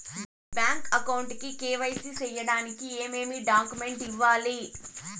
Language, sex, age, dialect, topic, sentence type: Telugu, female, 18-24, Southern, banking, question